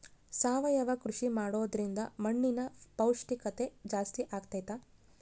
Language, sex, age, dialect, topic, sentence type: Kannada, female, 25-30, Central, agriculture, question